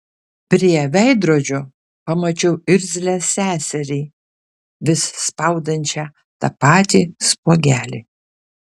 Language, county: Lithuanian, Kaunas